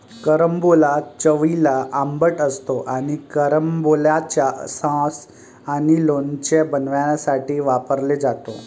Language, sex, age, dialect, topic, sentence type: Marathi, male, 31-35, Varhadi, agriculture, statement